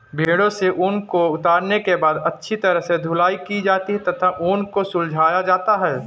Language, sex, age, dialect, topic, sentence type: Hindi, male, 18-24, Marwari Dhudhari, agriculture, statement